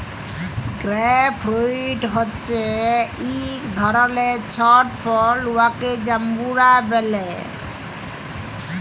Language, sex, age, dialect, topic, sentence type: Bengali, female, 18-24, Jharkhandi, agriculture, statement